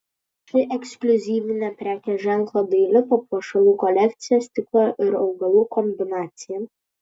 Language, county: Lithuanian, Kaunas